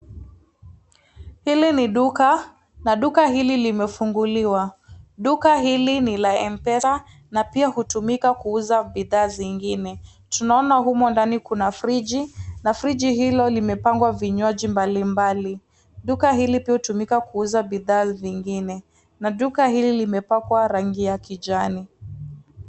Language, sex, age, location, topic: Swahili, female, 18-24, Kisii, finance